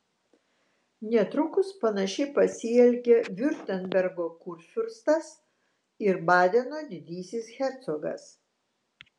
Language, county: Lithuanian, Vilnius